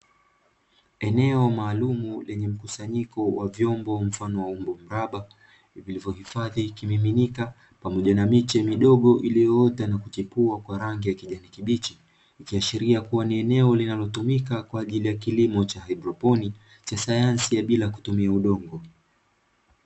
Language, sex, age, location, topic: Swahili, male, 18-24, Dar es Salaam, agriculture